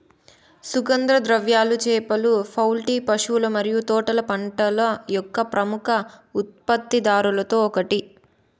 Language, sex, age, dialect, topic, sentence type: Telugu, female, 18-24, Southern, agriculture, statement